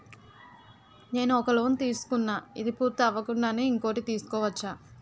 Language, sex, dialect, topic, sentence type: Telugu, female, Utterandhra, banking, question